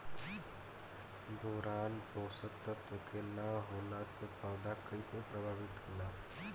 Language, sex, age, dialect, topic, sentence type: Bhojpuri, male, 18-24, Southern / Standard, agriculture, question